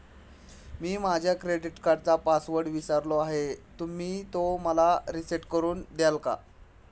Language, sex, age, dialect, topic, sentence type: Marathi, male, 25-30, Standard Marathi, banking, question